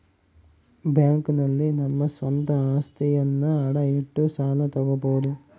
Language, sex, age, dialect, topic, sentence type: Kannada, male, 25-30, Central, banking, statement